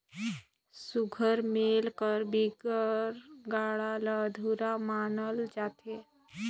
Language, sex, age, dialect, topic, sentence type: Chhattisgarhi, female, 25-30, Northern/Bhandar, agriculture, statement